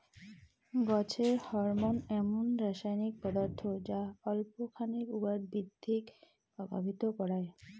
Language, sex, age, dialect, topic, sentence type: Bengali, female, 18-24, Rajbangshi, agriculture, statement